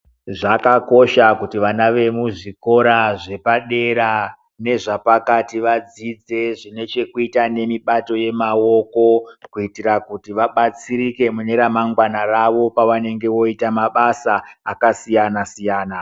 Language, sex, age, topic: Ndau, female, 50+, education